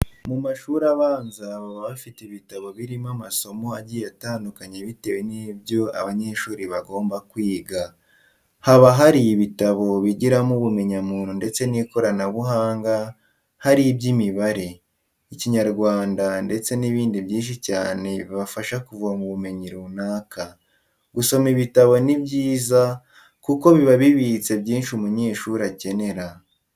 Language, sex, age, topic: Kinyarwanda, male, 18-24, education